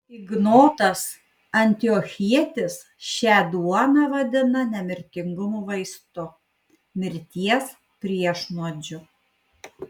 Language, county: Lithuanian, Kaunas